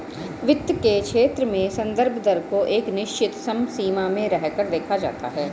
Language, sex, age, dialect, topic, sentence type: Hindi, female, 41-45, Hindustani Malvi Khadi Boli, banking, statement